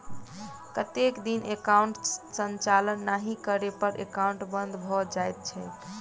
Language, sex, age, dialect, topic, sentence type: Maithili, female, 18-24, Southern/Standard, banking, question